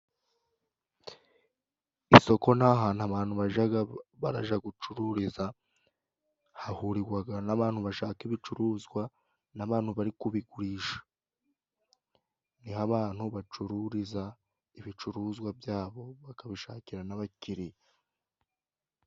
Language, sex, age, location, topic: Kinyarwanda, male, 25-35, Musanze, finance